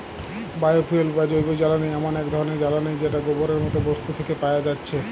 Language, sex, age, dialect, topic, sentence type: Bengali, male, 18-24, Western, agriculture, statement